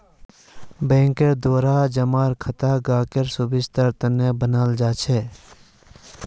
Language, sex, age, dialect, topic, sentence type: Magahi, male, 31-35, Northeastern/Surjapuri, banking, statement